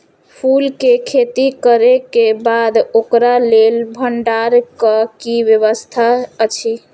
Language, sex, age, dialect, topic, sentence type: Maithili, female, 51-55, Eastern / Thethi, agriculture, question